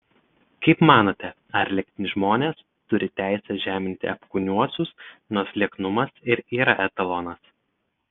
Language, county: Lithuanian, Telšiai